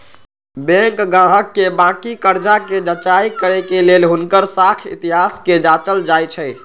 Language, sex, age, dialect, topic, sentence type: Magahi, male, 56-60, Western, banking, statement